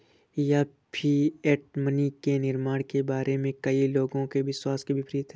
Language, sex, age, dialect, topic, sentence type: Hindi, male, 25-30, Awadhi Bundeli, banking, statement